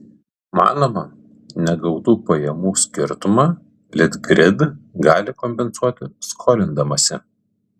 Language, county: Lithuanian, Kaunas